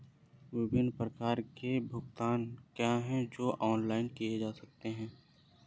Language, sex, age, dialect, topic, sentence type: Hindi, male, 25-30, Awadhi Bundeli, banking, question